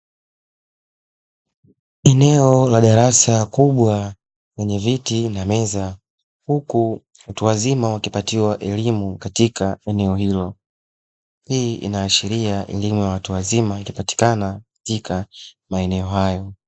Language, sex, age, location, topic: Swahili, male, 25-35, Dar es Salaam, education